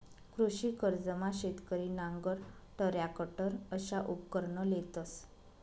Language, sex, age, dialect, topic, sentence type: Marathi, male, 31-35, Northern Konkan, agriculture, statement